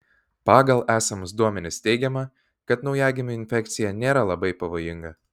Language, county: Lithuanian, Vilnius